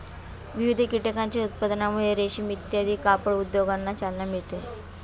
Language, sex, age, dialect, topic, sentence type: Marathi, female, 41-45, Standard Marathi, agriculture, statement